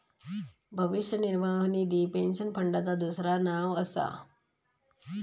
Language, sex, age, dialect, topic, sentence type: Marathi, female, 31-35, Southern Konkan, banking, statement